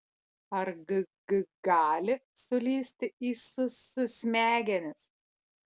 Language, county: Lithuanian, Marijampolė